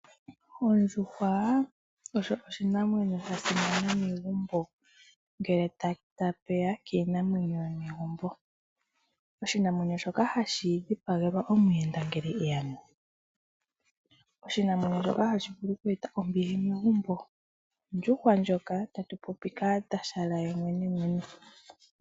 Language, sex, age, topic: Oshiwambo, female, 18-24, agriculture